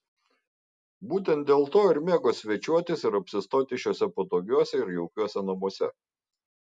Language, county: Lithuanian, Vilnius